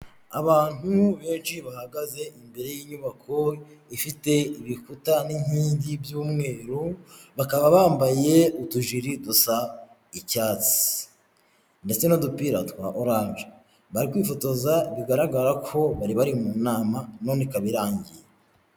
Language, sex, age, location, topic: Kinyarwanda, male, 25-35, Huye, health